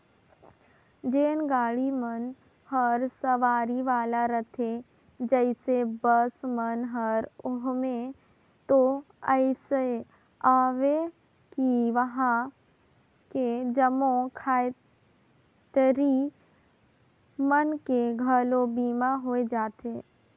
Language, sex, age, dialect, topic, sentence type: Chhattisgarhi, female, 25-30, Northern/Bhandar, banking, statement